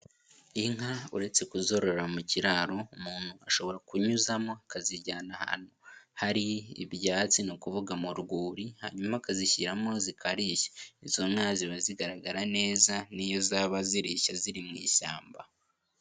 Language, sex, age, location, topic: Kinyarwanda, male, 18-24, Nyagatare, agriculture